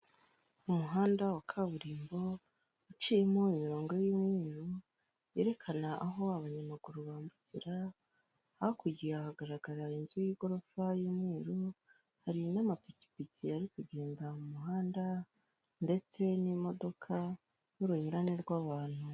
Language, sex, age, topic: Kinyarwanda, female, 18-24, government